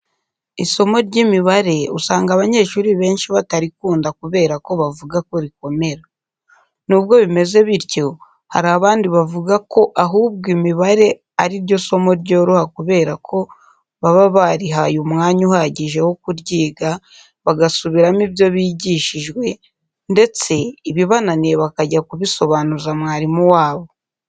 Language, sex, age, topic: Kinyarwanda, female, 18-24, education